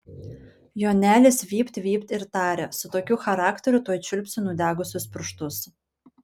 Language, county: Lithuanian, Panevėžys